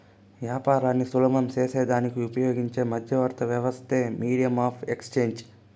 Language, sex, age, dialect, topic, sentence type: Telugu, female, 18-24, Southern, banking, statement